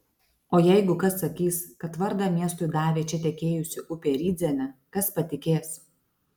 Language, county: Lithuanian, Alytus